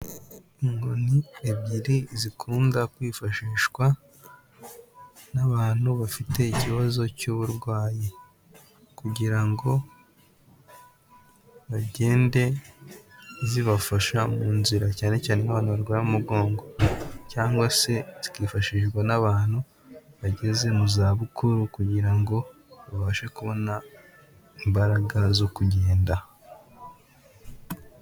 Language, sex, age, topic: Kinyarwanda, male, 18-24, health